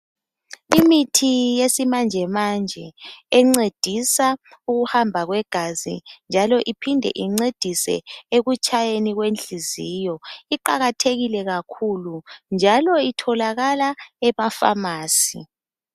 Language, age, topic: North Ndebele, 25-35, health